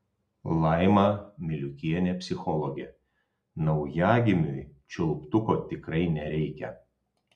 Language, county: Lithuanian, Telšiai